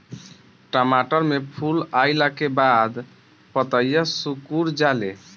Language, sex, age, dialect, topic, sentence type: Bhojpuri, male, 60-100, Northern, agriculture, question